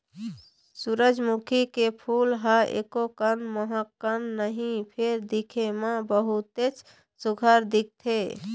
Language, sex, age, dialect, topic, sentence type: Chhattisgarhi, female, 60-100, Eastern, agriculture, statement